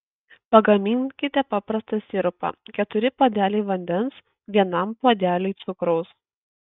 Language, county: Lithuanian, Kaunas